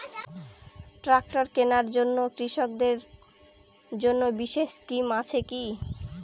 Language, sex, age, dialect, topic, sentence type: Bengali, female, 18-24, Northern/Varendri, agriculture, statement